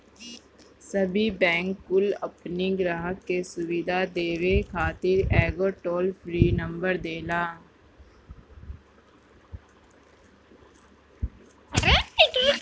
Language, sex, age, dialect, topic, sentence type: Bhojpuri, male, 31-35, Northern, banking, statement